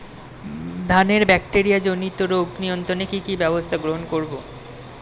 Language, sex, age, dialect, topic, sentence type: Bengali, male, 18-24, Standard Colloquial, agriculture, question